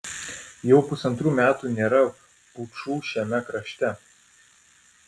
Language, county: Lithuanian, Vilnius